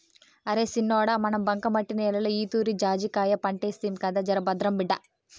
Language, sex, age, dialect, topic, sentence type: Telugu, female, 18-24, Southern, agriculture, statement